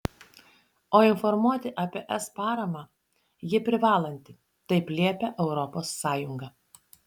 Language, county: Lithuanian, Šiauliai